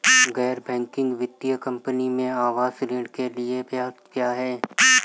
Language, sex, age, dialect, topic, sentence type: Hindi, female, 31-35, Marwari Dhudhari, banking, question